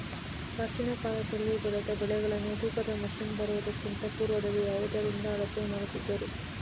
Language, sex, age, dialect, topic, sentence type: Kannada, female, 18-24, Mysore Kannada, agriculture, question